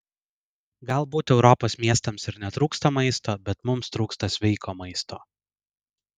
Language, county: Lithuanian, Vilnius